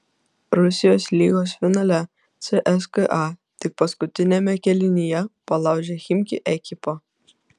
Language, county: Lithuanian, Kaunas